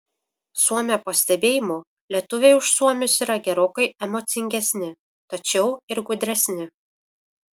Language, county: Lithuanian, Kaunas